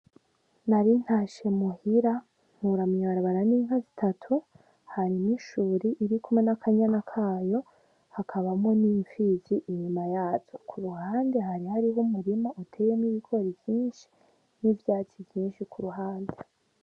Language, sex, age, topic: Rundi, female, 18-24, agriculture